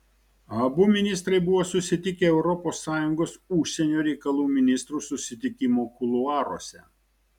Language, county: Lithuanian, Šiauliai